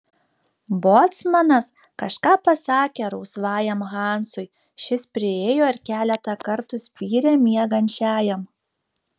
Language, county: Lithuanian, Šiauliai